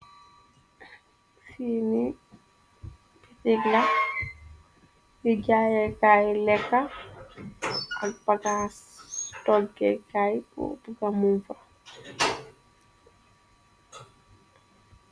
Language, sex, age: Wolof, female, 18-24